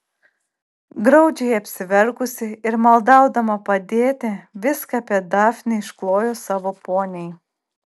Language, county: Lithuanian, Klaipėda